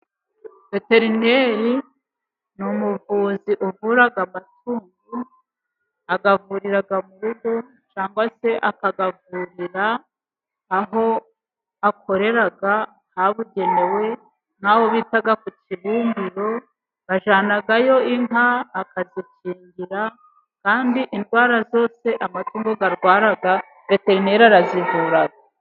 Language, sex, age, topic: Kinyarwanda, female, 36-49, agriculture